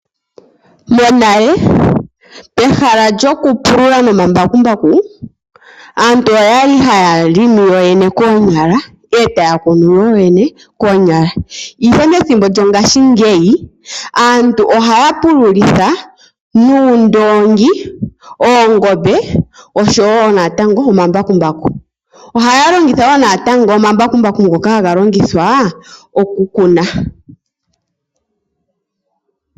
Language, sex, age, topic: Oshiwambo, female, 25-35, agriculture